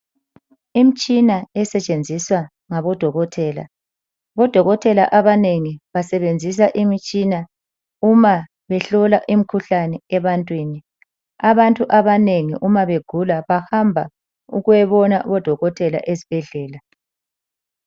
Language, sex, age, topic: North Ndebele, female, 50+, health